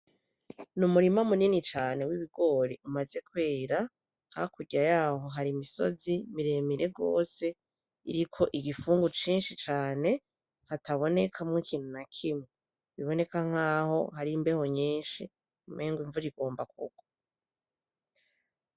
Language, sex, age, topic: Rundi, female, 25-35, agriculture